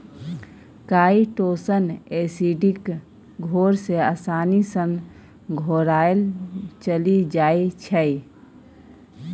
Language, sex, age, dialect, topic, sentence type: Maithili, female, 31-35, Bajjika, agriculture, statement